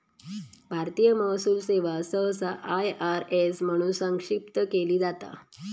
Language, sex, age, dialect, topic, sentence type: Marathi, female, 31-35, Southern Konkan, banking, statement